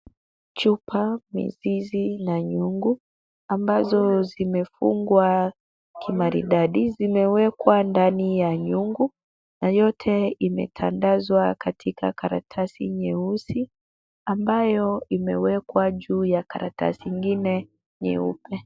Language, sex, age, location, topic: Swahili, female, 25-35, Kisumu, health